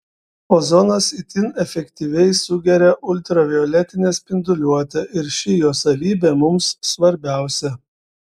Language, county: Lithuanian, Šiauliai